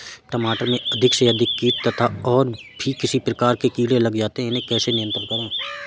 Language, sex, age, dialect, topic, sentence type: Hindi, male, 18-24, Awadhi Bundeli, agriculture, question